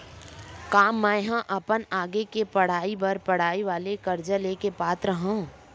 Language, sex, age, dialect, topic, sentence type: Chhattisgarhi, female, 18-24, Western/Budati/Khatahi, banking, statement